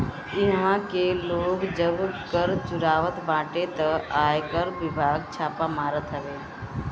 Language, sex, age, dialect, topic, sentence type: Bhojpuri, female, 18-24, Northern, banking, statement